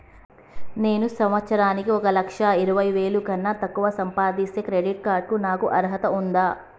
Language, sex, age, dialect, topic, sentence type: Telugu, female, 36-40, Telangana, banking, question